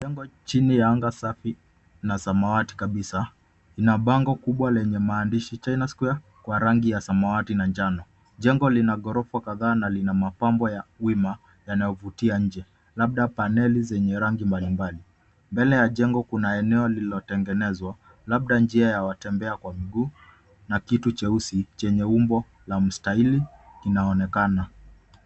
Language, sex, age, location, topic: Swahili, male, 25-35, Nairobi, finance